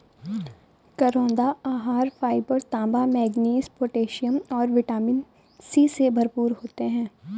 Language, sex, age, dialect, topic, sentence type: Hindi, female, 18-24, Awadhi Bundeli, agriculture, statement